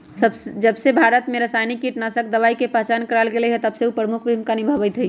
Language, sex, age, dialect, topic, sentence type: Magahi, female, 31-35, Western, agriculture, statement